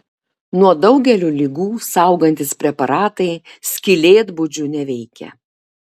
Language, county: Lithuanian, Šiauliai